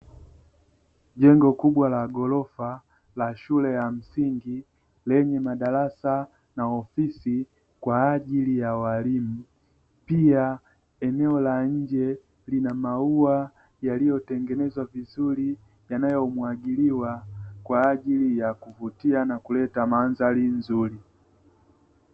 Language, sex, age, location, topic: Swahili, male, 25-35, Dar es Salaam, education